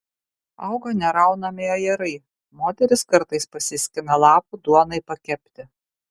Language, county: Lithuanian, Kaunas